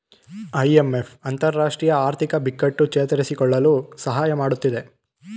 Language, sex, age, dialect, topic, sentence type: Kannada, male, 18-24, Mysore Kannada, banking, statement